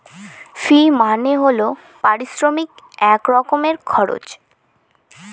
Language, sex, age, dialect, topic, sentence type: Bengali, male, 31-35, Northern/Varendri, banking, statement